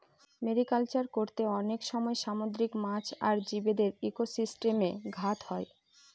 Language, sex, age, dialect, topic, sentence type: Bengali, female, 25-30, Northern/Varendri, agriculture, statement